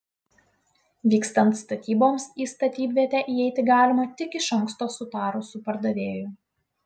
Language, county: Lithuanian, Utena